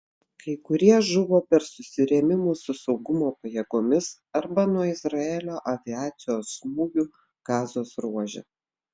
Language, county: Lithuanian, Vilnius